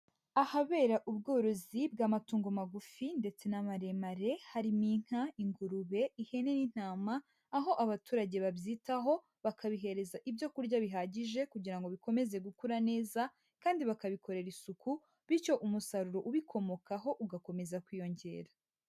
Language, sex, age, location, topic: Kinyarwanda, male, 18-24, Huye, agriculture